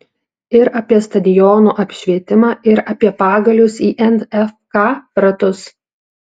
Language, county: Lithuanian, Šiauliai